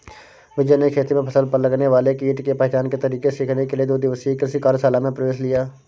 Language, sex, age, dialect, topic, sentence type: Hindi, male, 46-50, Awadhi Bundeli, agriculture, statement